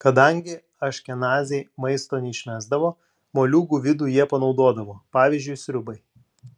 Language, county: Lithuanian, Klaipėda